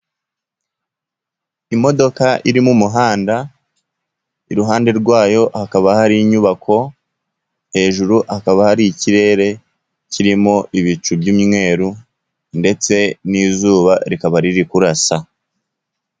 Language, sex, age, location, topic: Kinyarwanda, male, 36-49, Musanze, government